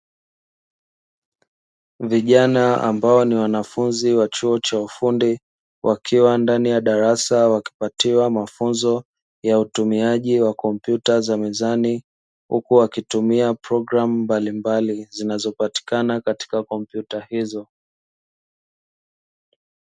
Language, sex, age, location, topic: Swahili, male, 25-35, Dar es Salaam, education